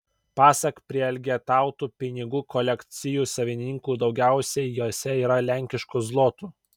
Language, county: Lithuanian, Kaunas